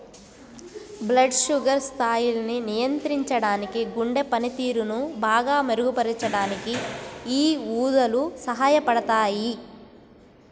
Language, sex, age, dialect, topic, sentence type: Telugu, male, 31-35, Central/Coastal, agriculture, statement